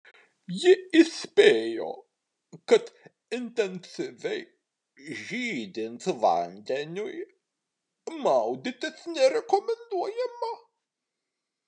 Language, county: Lithuanian, Kaunas